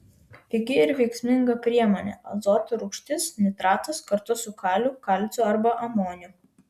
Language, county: Lithuanian, Vilnius